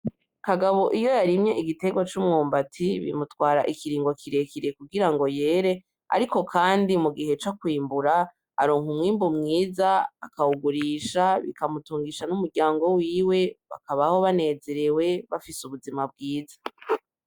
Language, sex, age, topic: Rundi, female, 18-24, agriculture